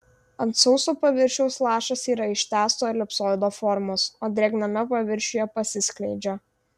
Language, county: Lithuanian, Vilnius